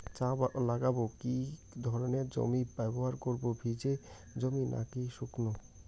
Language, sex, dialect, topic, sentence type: Bengali, male, Rajbangshi, agriculture, question